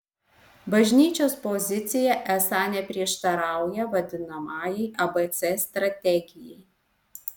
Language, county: Lithuanian, Alytus